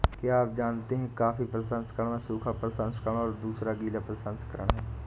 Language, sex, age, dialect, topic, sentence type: Hindi, male, 25-30, Awadhi Bundeli, agriculture, statement